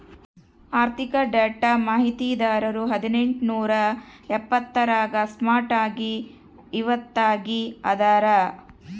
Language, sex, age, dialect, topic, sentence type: Kannada, female, 36-40, Central, banking, statement